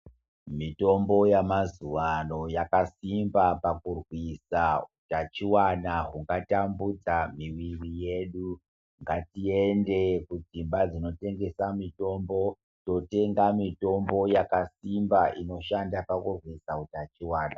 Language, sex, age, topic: Ndau, male, 50+, health